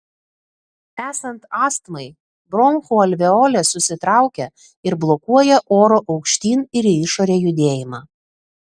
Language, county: Lithuanian, Telšiai